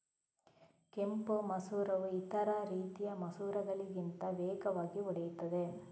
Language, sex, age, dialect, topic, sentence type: Kannada, female, 18-24, Coastal/Dakshin, agriculture, statement